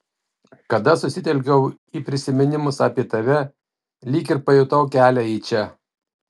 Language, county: Lithuanian, Kaunas